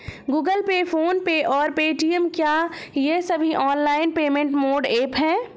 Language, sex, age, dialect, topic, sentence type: Hindi, female, 25-30, Awadhi Bundeli, banking, question